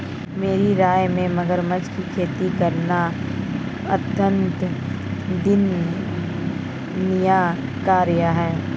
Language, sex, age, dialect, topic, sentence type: Hindi, female, 36-40, Marwari Dhudhari, agriculture, statement